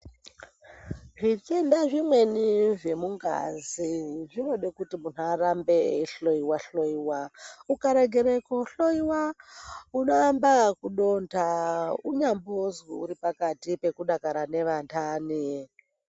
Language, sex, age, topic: Ndau, male, 25-35, health